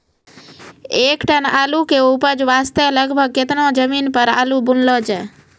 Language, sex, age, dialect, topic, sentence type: Maithili, female, 25-30, Angika, agriculture, question